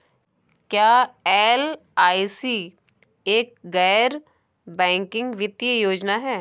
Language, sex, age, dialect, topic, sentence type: Hindi, female, 18-24, Awadhi Bundeli, banking, question